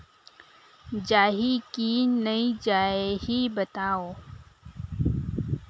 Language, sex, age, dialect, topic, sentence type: Chhattisgarhi, female, 18-24, Northern/Bhandar, banking, question